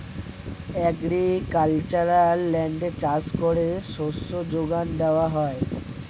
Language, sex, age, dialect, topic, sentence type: Bengali, male, 18-24, Standard Colloquial, agriculture, statement